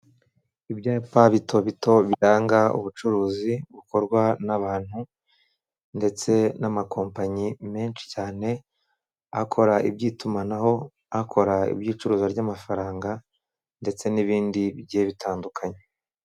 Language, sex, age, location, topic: Kinyarwanda, male, 25-35, Kigali, government